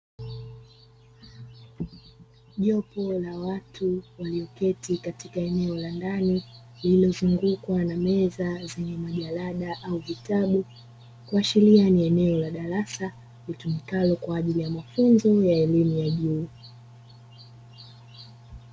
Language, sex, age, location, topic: Swahili, female, 25-35, Dar es Salaam, education